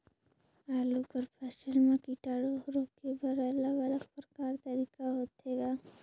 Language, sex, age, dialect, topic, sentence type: Chhattisgarhi, female, 25-30, Northern/Bhandar, agriculture, question